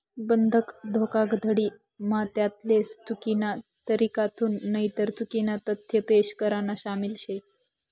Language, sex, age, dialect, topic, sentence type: Marathi, female, 25-30, Northern Konkan, banking, statement